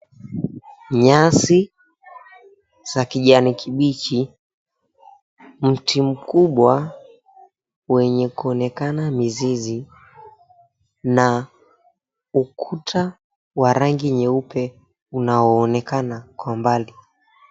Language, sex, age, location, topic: Swahili, male, 18-24, Mombasa, agriculture